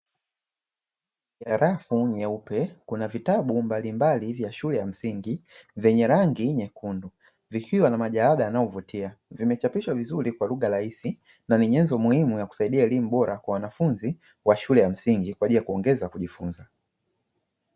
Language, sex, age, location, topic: Swahili, male, 25-35, Dar es Salaam, education